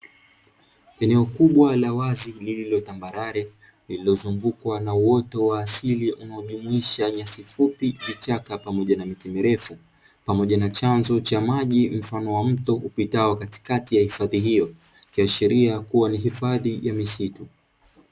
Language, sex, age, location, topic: Swahili, male, 25-35, Dar es Salaam, agriculture